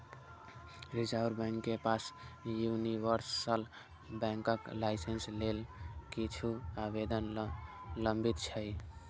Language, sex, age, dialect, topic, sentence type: Maithili, male, 18-24, Eastern / Thethi, banking, statement